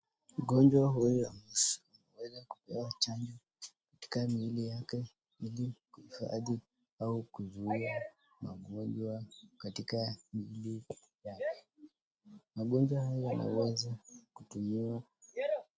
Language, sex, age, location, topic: Swahili, male, 18-24, Nakuru, health